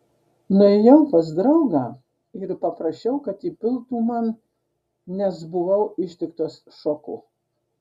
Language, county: Lithuanian, Marijampolė